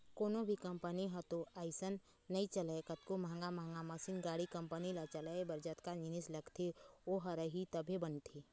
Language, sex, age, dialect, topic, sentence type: Chhattisgarhi, female, 18-24, Eastern, banking, statement